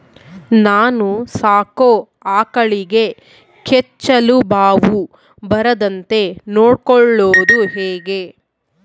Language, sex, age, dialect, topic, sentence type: Kannada, female, 25-30, Central, agriculture, question